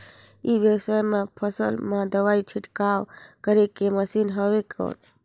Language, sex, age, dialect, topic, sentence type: Chhattisgarhi, female, 25-30, Northern/Bhandar, agriculture, question